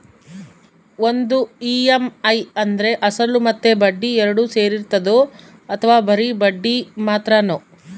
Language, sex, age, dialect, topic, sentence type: Kannada, female, 25-30, Central, banking, question